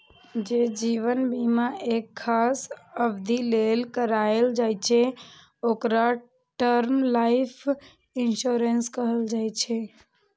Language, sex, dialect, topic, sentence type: Maithili, female, Eastern / Thethi, banking, statement